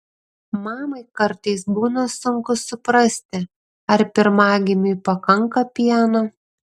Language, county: Lithuanian, Panevėžys